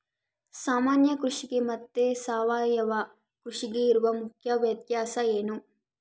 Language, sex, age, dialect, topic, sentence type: Kannada, female, 51-55, Central, agriculture, question